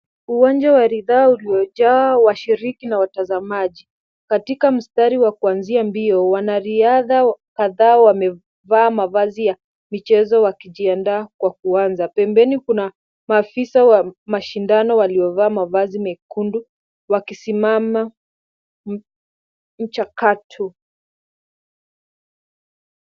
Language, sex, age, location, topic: Swahili, female, 18-24, Kisumu, government